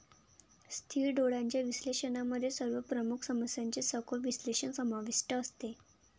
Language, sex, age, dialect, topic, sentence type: Marathi, female, 18-24, Varhadi, banking, statement